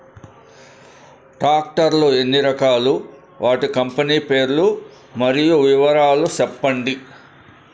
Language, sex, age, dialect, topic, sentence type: Telugu, male, 56-60, Southern, agriculture, question